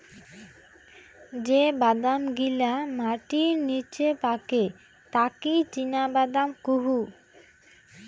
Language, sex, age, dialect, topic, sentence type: Bengali, female, 18-24, Rajbangshi, agriculture, statement